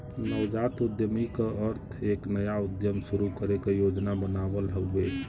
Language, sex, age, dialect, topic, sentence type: Bhojpuri, male, 36-40, Western, banking, statement